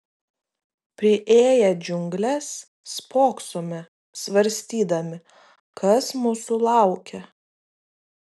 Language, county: Lithuanian, Vilnius